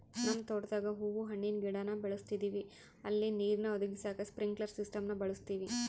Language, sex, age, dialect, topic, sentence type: Kannada, female, 25-30, Central, agriculture, statement